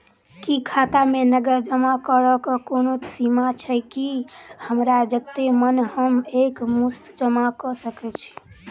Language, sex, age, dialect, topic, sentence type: Maithili, female, 18-24, Southern/Standard, banking, question